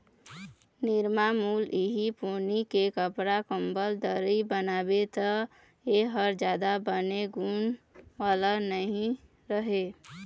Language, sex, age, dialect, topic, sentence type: Chhattisgarhi, female, 18-24, Eastern, agriculture, statement